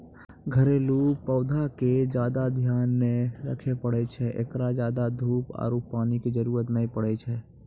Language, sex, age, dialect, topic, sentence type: Maithili, male, 56-60, Angika, agriculture, statement